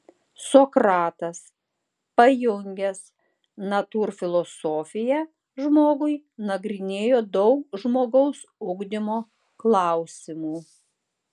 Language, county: Lithuanian, Tauragė